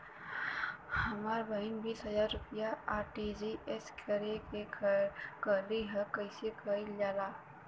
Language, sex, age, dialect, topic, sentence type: Bhojpuri, female, 18-24, Western, banking, question